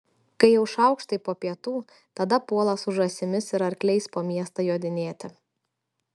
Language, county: Lithuanian, Telšiai